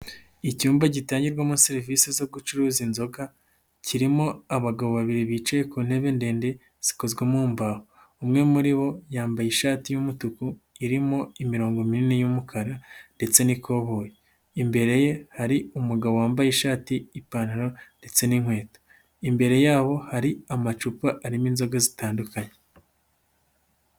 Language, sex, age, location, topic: Kinyarwanda, male, 18-24, Nyagatare, finance